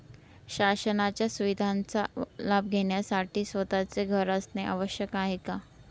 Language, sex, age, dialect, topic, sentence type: Marathi, female, 18-24, Northern Konkan, banking, question